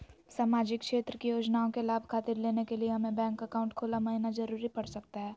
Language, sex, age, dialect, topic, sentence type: Magahi, female, 18-24, Southern, banking, question